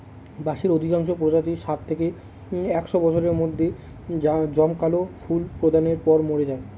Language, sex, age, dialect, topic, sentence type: Bengali, male, 18-24, Northern/Varendri, agriculture, statement